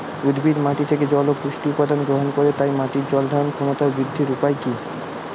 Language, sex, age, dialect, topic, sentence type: Bengali, male, 18-24, Jharkhandi, agriculture, question